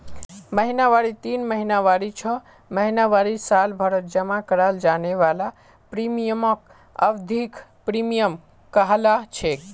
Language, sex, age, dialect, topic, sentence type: Magahi, male, 18-24, Northeastern/Surjapuri, banking, statement